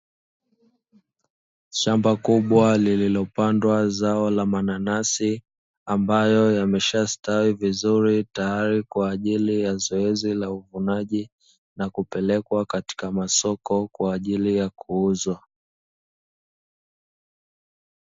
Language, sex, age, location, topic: Swahili, male, 25-35, Dar es Salaam, agriculture